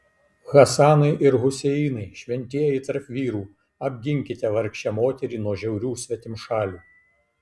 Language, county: Lithuanian, Kaunas